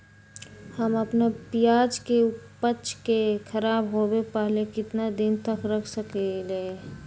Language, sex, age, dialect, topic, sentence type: Magahi, female, 18-24, Western, agriculture, question